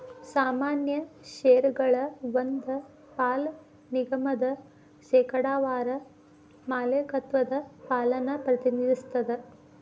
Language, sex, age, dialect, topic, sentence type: Kannada, female, 18-24, Dharwad Kannada, banking, statement